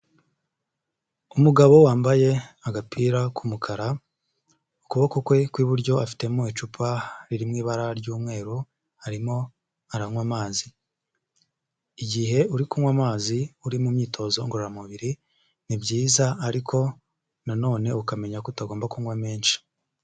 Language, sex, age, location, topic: Kinyarwanda, female, 25-35, Huye, health